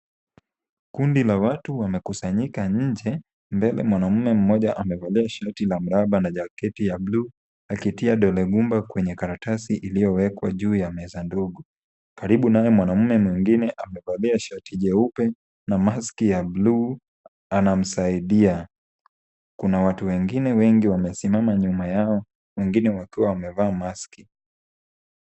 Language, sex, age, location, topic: Swahili, male, 18-24, Kisumu, government